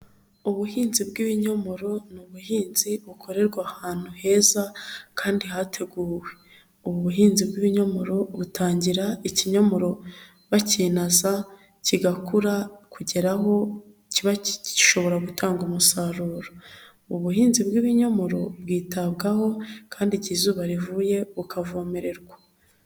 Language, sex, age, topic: Kinyarwanda, female, 25-35, agriculture